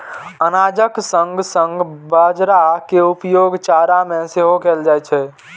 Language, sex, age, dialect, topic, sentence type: Maithili, male, 18-24, Eastern / Thethi, agriculture, statement